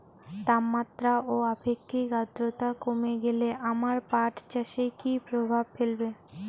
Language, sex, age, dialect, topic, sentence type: Bengali, female, 18-24, Rajbangshi, agriculture, question